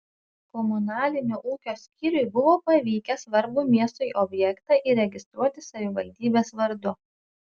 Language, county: Lithuanian, Panevėžys